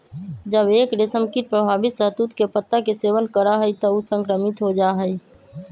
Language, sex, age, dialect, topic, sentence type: Magahi, male, 25-30, Western, agriculture, statement